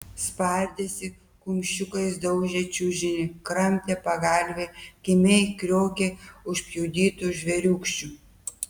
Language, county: Lithuanian, Telšiai